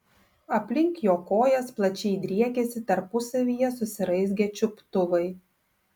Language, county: Lithuanian, Klaipėda